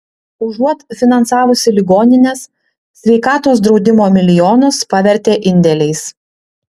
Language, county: Lithuanian, Utena